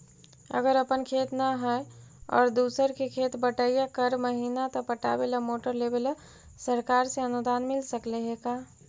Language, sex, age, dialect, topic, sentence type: Magahi, female, 51-55, Central/Standard, agriculture, question